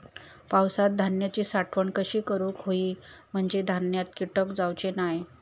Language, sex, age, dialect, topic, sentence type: Marathi, female, 31-35, Southern Konkan, agriculture, question